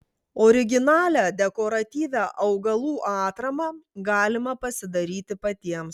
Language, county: Lithuanian, Klaipėda